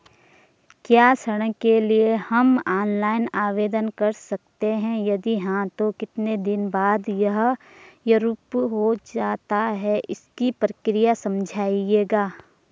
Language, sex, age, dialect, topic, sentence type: Hindi, female, 25-30, Garhwali, banking, question